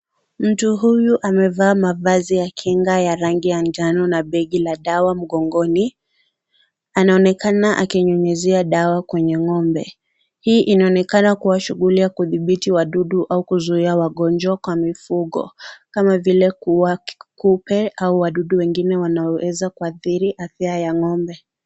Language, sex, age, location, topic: Swahili, female, 18-24, Kisii, agriculture